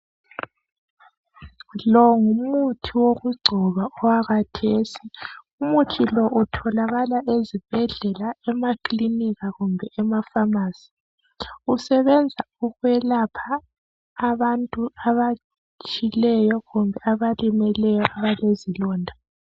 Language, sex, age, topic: North Ndebele, female, 25-35, health